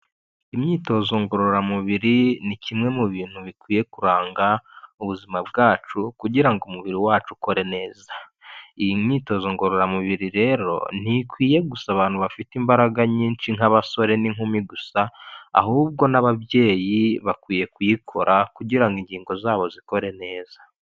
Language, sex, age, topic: Kinyarwanda, male, 25-35, health